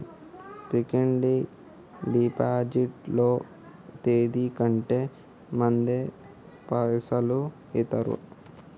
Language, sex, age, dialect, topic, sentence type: Telugu, male, 18-24, Telangana, banking, question